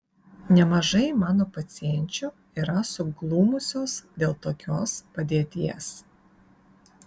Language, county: Lithuanian, Vilnius